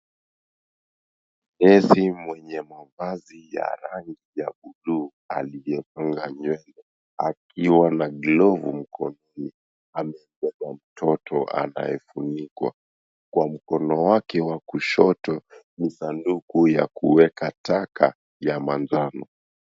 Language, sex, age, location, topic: Swahili, male, 18-24, Mombasa, health